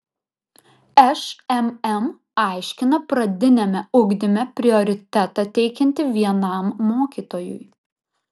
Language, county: Lithuanian, Vilnius